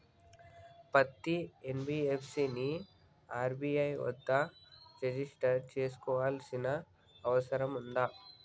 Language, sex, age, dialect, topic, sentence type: Telugu, male, 56-60, Telangana, banking, question